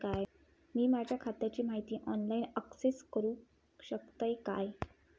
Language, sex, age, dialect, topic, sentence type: Marathi, female, 18-24, Southern Konkan, banking, question